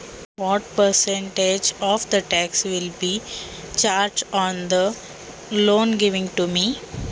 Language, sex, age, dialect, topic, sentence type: Marathi, female, 18-24, Standard Marathi, banking, question